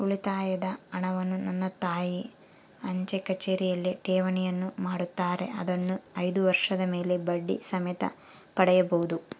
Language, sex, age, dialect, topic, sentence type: Kannada, female, 18-24, Central, banking, statement